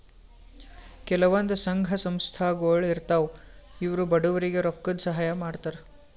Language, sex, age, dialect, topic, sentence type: Kannada, male, 18-24, Northeastern, banking, statement